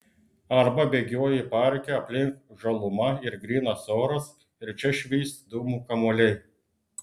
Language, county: Lithuanian, Klaipėda